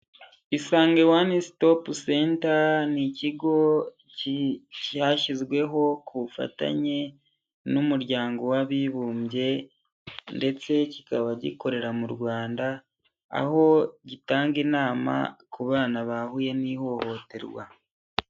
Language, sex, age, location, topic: Kinyarwanda, male, 25-35, Huye, health